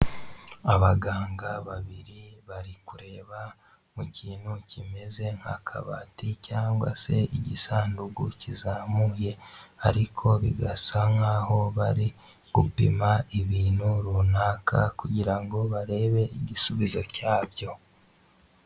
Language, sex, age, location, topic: Kinyarwanda, female, 18-24, Huye, health